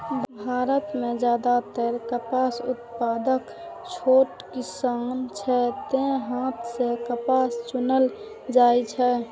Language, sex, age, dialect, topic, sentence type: Maithili, female, 46-50, Eastern / Thethi, agriculture, statement